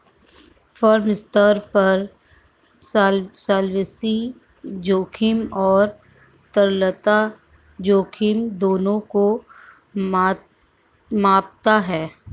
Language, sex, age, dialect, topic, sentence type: Hindi, female, 51-55, Marwari Dhudhari, banking, statement